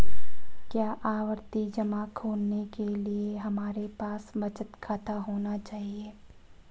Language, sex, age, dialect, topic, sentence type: Hindi, female, 25-30, Marwari Dhudhari, banking, question